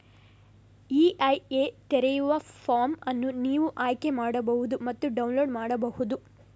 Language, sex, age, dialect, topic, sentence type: Kannada, female, 18-24, Coastal/Dakshin, banking, statement